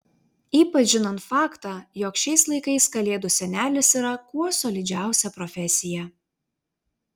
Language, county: Lithuanian, Vilnius